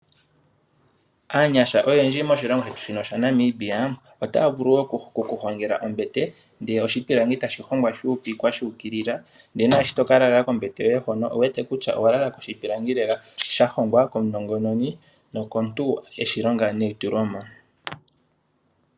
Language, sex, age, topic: Oshiwambo, male, 18-24, finance